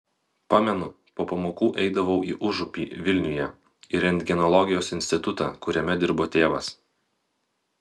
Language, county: Lithuanian, Vilnius